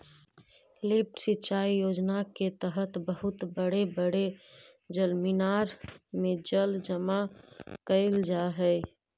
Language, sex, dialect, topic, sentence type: Magahi, female, Central/Standard, agriculture, statement